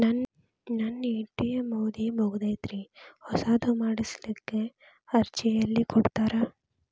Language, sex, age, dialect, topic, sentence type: Kannada, male, 25-30, Dharwad Kannada, banking, question